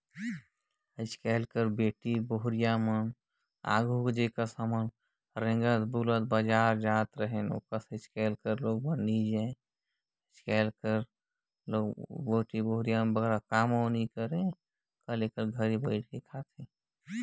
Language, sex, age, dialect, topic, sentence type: Chhattisgarhi, male, 18-24, Northern/Bhandar, agriculture, statement